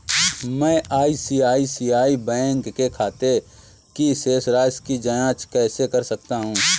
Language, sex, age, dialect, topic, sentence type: Hindi, female, 18-24, Awadhi Bundeli, banking, question